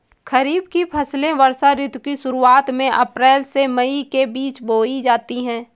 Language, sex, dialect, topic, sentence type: Hindi, female, Kanauji Braj Bhasha, agriculture, statement